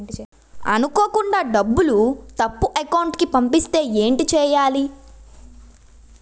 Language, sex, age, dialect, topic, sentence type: Telugu, female, 18-24, Utterandhra, banking, question